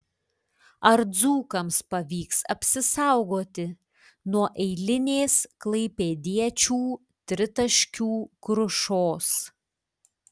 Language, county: Lithuanian, Klaipėda